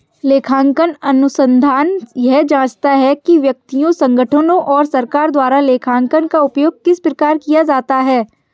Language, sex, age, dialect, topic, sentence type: Hindi, female, 51-55, Kanauji Braj Bhasha, banking, statement